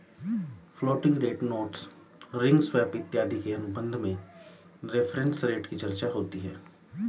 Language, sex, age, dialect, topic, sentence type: Hindi, male, 31-35, Hindustani Malvi Khadi Boli, banking, statement